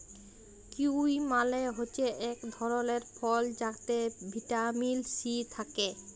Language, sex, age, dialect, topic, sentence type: Bengali, female, 25-30, Jharkhandi, agriculture, statement